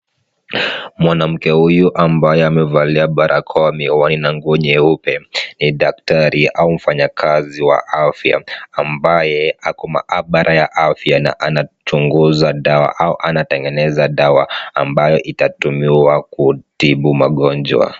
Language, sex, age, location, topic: Swahili, male, 36-49, Kisumu, health